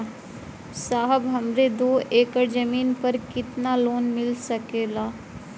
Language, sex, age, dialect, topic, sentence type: Bhojpuri, female, 18-24, Western, banking, question